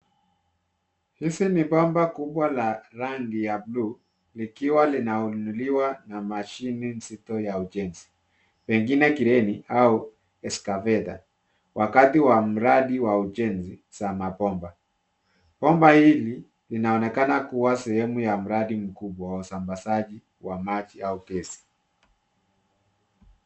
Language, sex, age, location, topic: Swahili, male, 50+, Nairobi, government